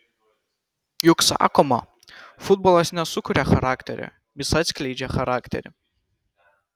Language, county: Lithuanian, Kaunas